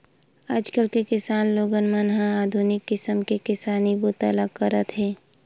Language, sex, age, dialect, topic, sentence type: Chhattisgarhi, female, 18-24, Western/Budati/Khatahi, agriculture, statement